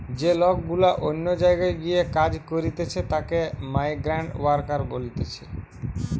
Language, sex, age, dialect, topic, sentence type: Bengali, male, <18, Western, agriculture, statement